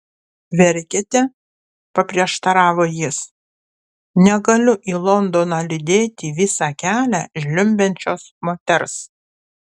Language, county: Lithuanian, Panevėžys